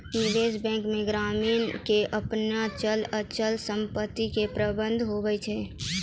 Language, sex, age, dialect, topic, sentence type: Maithili, female, 18-24, Angika, banking, statement